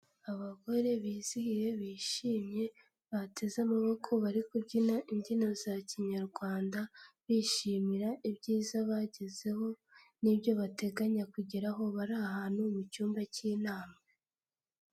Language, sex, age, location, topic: Kinyarwanda, female, 18-24, Kigali, health